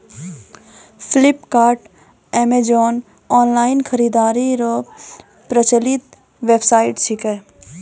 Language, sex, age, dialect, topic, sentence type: Maithili, female, 18-24, Angika, banking, statement